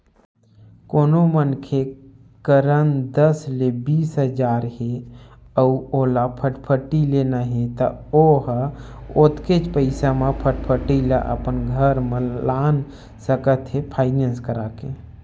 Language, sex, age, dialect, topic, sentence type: Chhattisgarhi, male, 25-30, Western/Budati/Khatahi, banking, statement